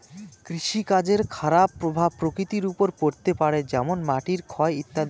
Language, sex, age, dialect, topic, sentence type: Bengali, male, 31-35, Northern/Varendri, agriculture, statement